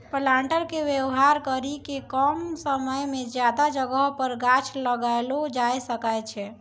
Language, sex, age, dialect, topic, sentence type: Maithili, female, 60-100, Angika, agriculture, statement